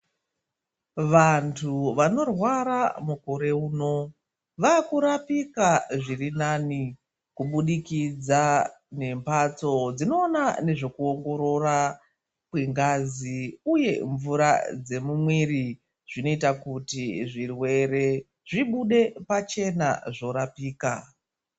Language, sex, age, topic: Ndau, female, 36-49, health